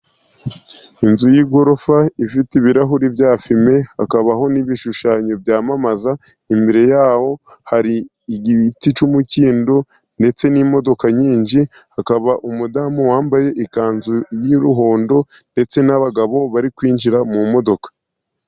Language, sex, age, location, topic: Kinyarwanda, male, 50+, Musanze, finance